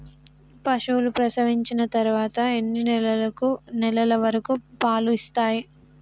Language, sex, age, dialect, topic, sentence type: Telugu, female, 18-24, Telangana, agriculture, question